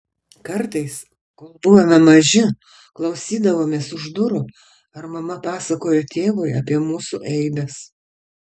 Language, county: Lithuanian, Kaunas